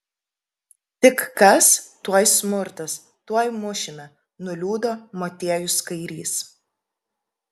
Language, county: Lithuanian, Kaunas